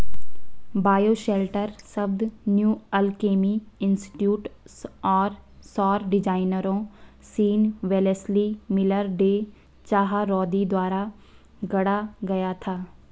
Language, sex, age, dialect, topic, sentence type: Hindi, female, 56-60, Marwari Dhudhari, agriculture, statement